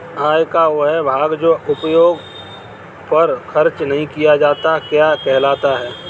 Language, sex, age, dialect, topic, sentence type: Hindi, male, 36-40, Kanauji Braj Bhasha, banking, question